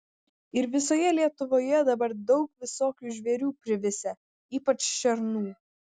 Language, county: Lithuanian, Vilnius